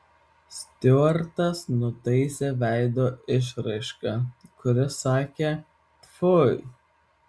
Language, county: Lithuanian, Vilnius